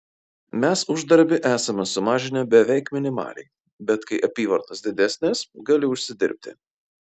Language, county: Lithuanian, Kaunas